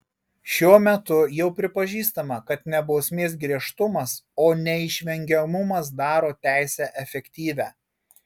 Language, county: Lithuanian, Marijampolė